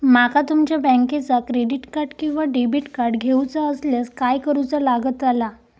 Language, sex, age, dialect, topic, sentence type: Marathi, female, 18-24, Southern Konkan, banking, question